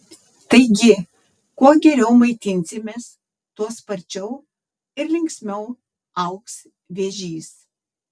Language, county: Lithuanian, Tauragė